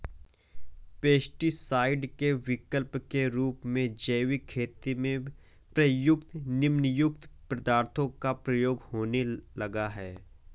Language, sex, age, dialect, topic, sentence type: Hindi, male, 18-24, Awadhi Bundeli, agriculture, statement